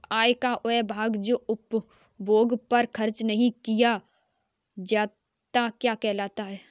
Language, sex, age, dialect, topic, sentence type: Hindi, female, 25-30, Kanauji Braj Bhasha, banking, question